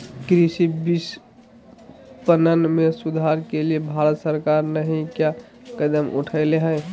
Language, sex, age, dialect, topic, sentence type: Magahi, male, 18-24, Southern, agriculture, question